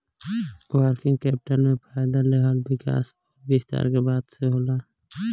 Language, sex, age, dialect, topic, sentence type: Bhojpuri, male, 18-24, Southern / Standard, banking, statement